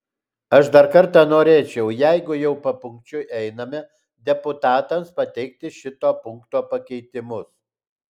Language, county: Lithuanian, Alytus